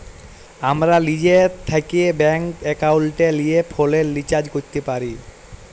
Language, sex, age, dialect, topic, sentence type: Bengali, male, 18-24, Jharkhandi, banking, statement